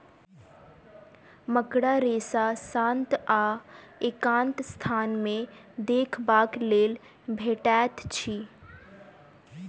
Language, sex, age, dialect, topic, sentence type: Maithili, female, 18-24, Southern/Standard, agriculture, statement